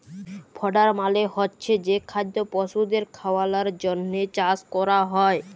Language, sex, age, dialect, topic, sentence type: Bengali, male, 31-35, Jharkhandi, agriculture, statement